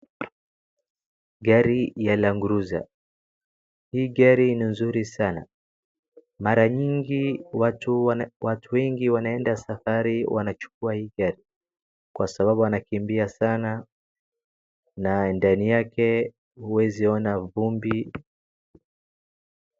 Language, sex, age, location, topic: Swahili, male, 36-49, Wajir, finance